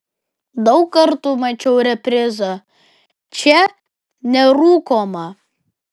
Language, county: Lithuanian, Vilnius